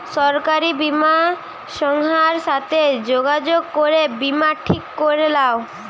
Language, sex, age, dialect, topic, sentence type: Bengali, female, 18-24, Western, banking, statement